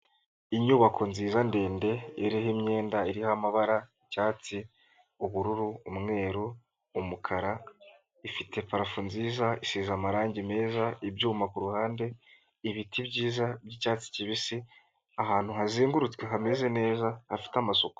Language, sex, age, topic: Kinyarwanda, male, 18-24, finance